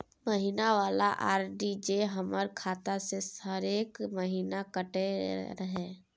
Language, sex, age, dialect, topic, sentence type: Maithili, female, 18-24, Bajjika, banking, question